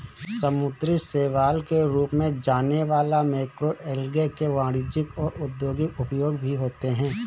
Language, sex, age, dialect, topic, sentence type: Hindi, male, 31-35, Awadhi Bundeli, agriculture, statement